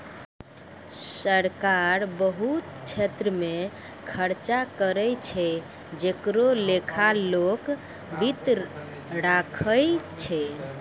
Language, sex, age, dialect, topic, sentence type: Maithili, female, 56-60, Angika, banking, statement